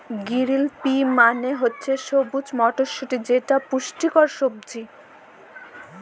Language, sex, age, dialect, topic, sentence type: Bengali, female, 18-24, Jharkhandi, agriculture, statement